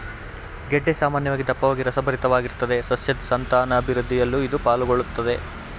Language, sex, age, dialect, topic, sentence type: Kannada, male, 18-24, Mysore Kannada, agriculture, statement